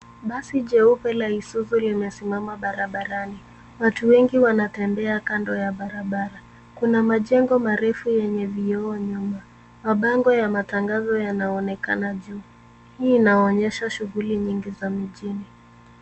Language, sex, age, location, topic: Swahili, female, 18-24, Nairobi, government